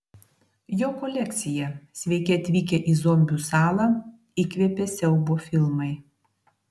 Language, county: Lithuanian, Klaipėda